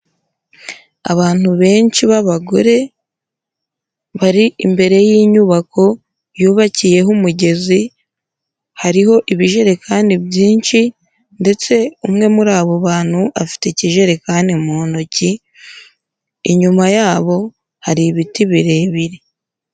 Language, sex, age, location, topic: Kinyarwanda, female, 18-24, Huye, health